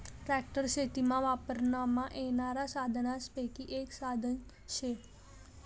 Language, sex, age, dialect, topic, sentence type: Marathi, female, 18-24, Northern Konkan, agriculture, statement